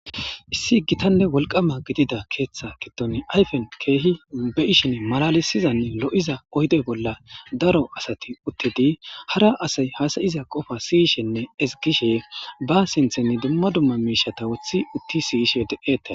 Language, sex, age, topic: Gamo, male, 25-35, government